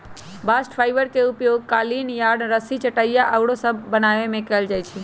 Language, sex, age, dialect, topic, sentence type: Magahi, male, 18-24, Western, agriculture, statement